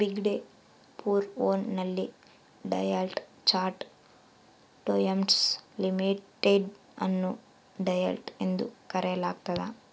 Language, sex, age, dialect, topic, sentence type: Kannada, female, 18-24, Central, banking, statement